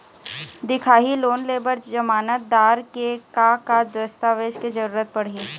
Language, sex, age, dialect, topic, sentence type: Chhattisgarhi, female, 18-24, Eastern, banking, question